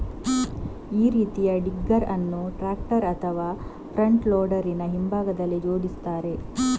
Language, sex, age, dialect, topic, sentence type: Kannada, female, 46-50, Coastal/Dakshin, agriculture, statement